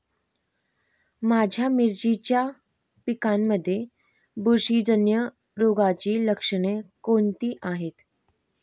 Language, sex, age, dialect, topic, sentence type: Marathi, female, 18-24, Standard Marathi, agriculture, question